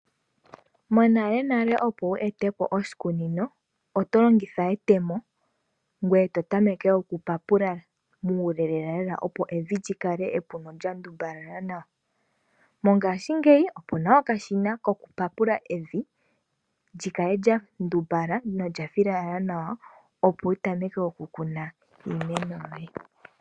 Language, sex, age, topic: Oshiwambo, female, 18-24, agriculture